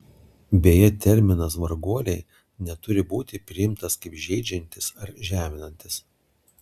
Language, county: Lithuanian, Alytus